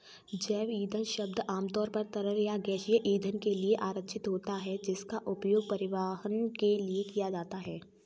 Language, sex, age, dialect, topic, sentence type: Hindi, female, 18-24, Kanauji Braj Bhasha, agriculture, statement